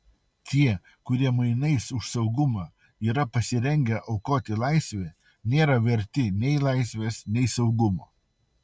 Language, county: Lithuanian, Utena